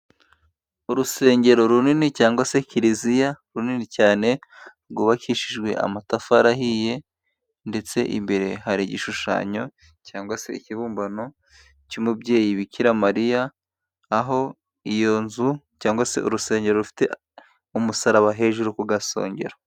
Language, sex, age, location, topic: Kinyarwanda, male, 25-35, Musanze, government